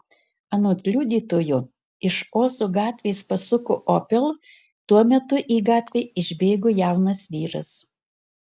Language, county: Lithuanian, Marijampolė